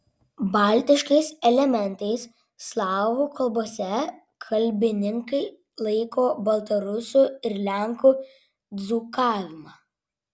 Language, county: Lithuanian, Vilnius